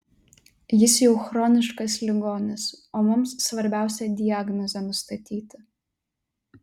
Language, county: Lithuanian, Telšiai